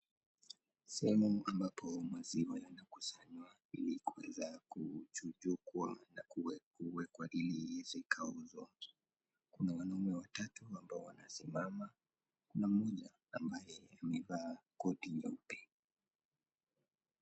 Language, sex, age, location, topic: Swahili, male, 18-24, Kisii, agriculture